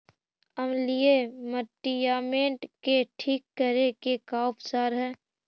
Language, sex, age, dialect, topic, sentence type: Magahi, female, 25-30, Central/Standard, agriculture, question